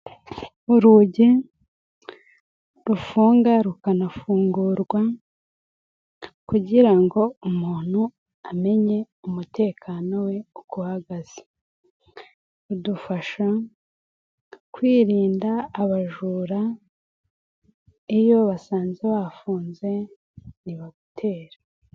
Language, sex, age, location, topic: Kinyarwanda, female, 18-24, Nyagatare, education